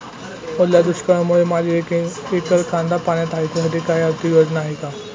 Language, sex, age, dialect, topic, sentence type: Marathi, male, 18-24, Standard Marathi, agriculture, question